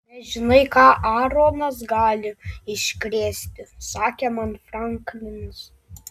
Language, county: Lithuanian, Klaipėda